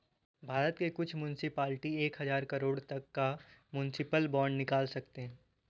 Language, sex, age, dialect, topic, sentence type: Hindi, male, 18-24, Kanauji Braj Bhasha, banking, statement